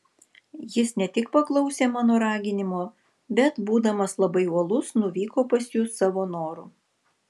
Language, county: Lithuanian, Vilnius